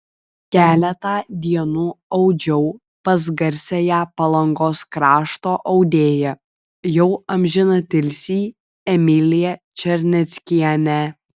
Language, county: Lithuanian, Vilnius